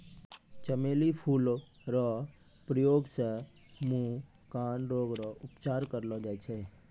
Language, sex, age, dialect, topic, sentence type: Maithili, male, 18-24, Angika, agriculture, statement